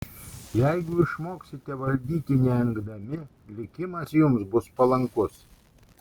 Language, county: Lithuanian, Kaunas